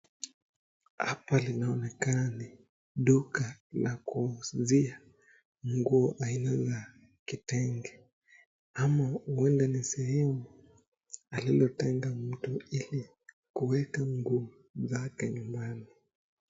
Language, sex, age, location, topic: Swahili, male, 25-35, Nakuru, finance